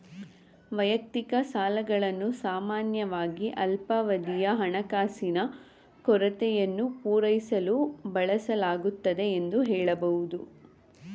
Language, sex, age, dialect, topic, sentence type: Kannada, female, 18-24, Mysore Kannada, banking, statement